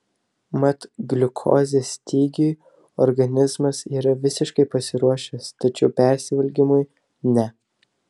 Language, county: Lithuanian, Telšiai